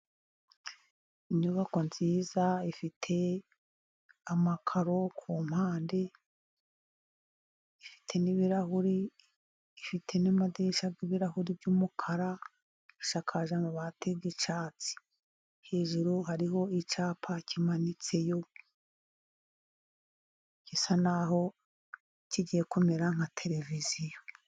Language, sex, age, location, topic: Kinyarwanda, female, 50+, Musanze, education